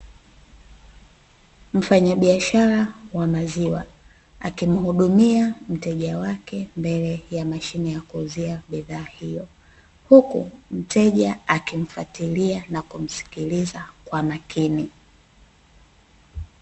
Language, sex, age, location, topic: Swahili, female, 25-35, Dar es Salaam, finance